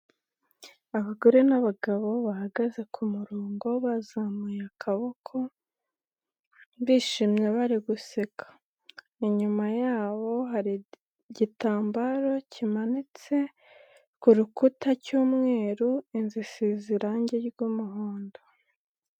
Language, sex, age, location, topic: Kinyarwanda, male, 25-35, Nyagatare, finance